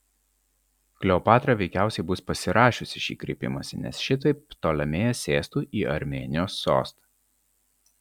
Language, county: Lithuanian, Vilnius